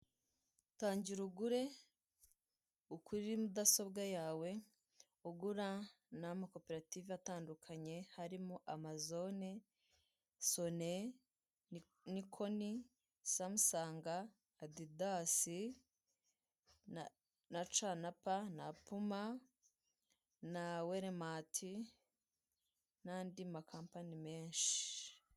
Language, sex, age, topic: Kinyarwanda, female, 18-24, finance